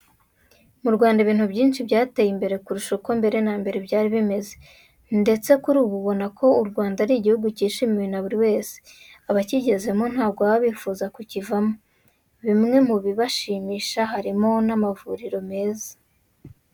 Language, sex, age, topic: Kinyarwanda, female, 18-24, education